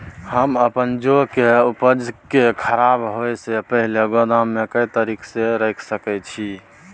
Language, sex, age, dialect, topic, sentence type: Maithili, male, 18-24, Bajjika, agriculture, question